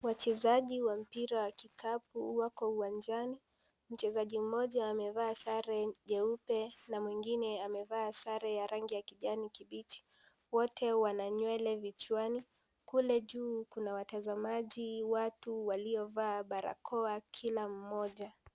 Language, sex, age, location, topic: Swahili, female, 18-24, Kisii, government